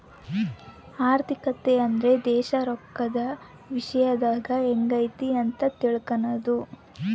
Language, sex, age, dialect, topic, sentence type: Kannada, female, 18-24, Central, banking, statement